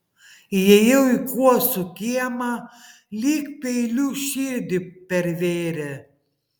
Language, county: Lithuanian, Panevėžys